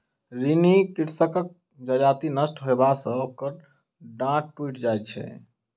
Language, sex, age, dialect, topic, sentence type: Maithili, male, 25-30, Southern/Standard, agriculture, statement